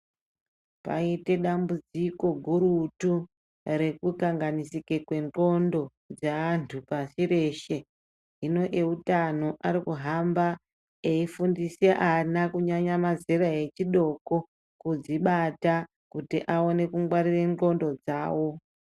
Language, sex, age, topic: Ndau, female, 36-49, health